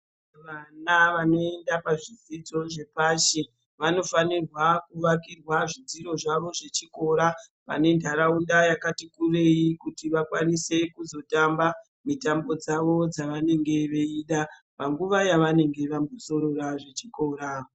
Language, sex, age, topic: Ndau, female, 25-35, education